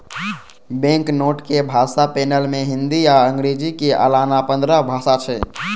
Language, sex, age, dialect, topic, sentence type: Maithili, male, 18-24, Eastern / Thethi, banking, statement